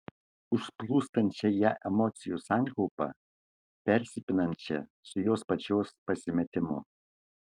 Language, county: Lithuanian, Kaunas